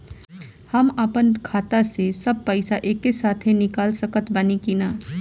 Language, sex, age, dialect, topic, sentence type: Bhojpuri, female, 25-30, Southern / Standard, banking, question